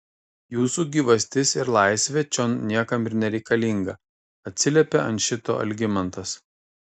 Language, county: Lithuanian, Kaunas